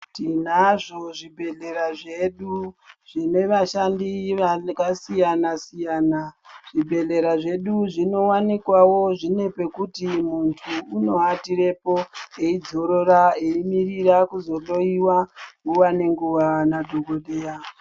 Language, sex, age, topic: Ndau, female, 36-49, health